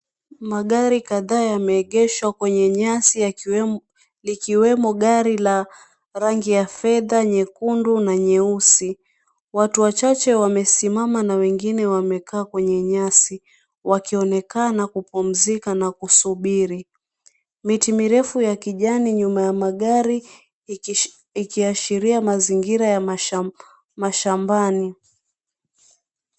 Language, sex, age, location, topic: Swahili, female, 25-35, Mombasa, finance